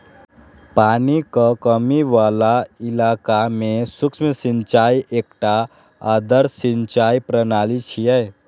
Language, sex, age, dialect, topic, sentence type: Maithili, male, 18-24, Eastern / Thethi, agriculture, statement